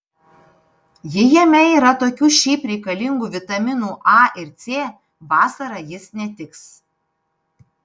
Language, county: Lithuanian, Panevėžys